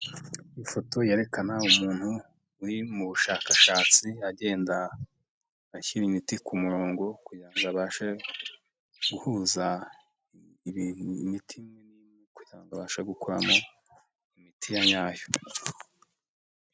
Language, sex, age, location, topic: Kinyarwanda, male, 25-35, Nyagatare, health